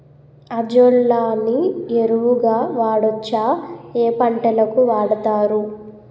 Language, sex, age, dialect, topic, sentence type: Telugu, female, 18-24, Utterandhra, agriculture, question